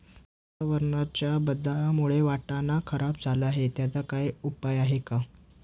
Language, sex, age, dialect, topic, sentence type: Marathi, male, 18-24, Standard Marathi, agriculture, question